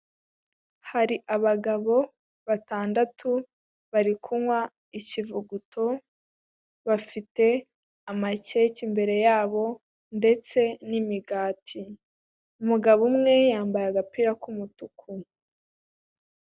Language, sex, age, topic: Kinyarwanda, female, 18-24, finance